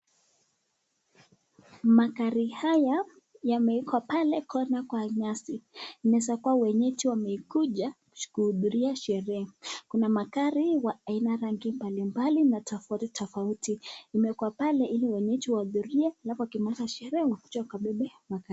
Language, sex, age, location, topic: Swahili, female, 18-24, Nakuru, finance